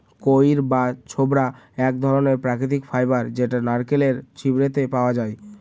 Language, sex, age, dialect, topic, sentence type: Bengali, male, <18, Northern/Varendri, agriculture, statement